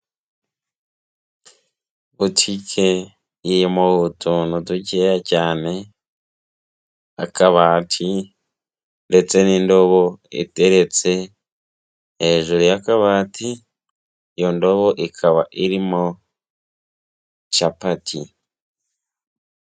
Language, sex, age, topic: Kinyarwanda, male, 18-24, finance